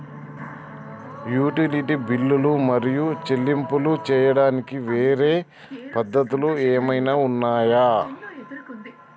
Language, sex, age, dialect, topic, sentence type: Telugu, male, 31-35, Telangana, banking, question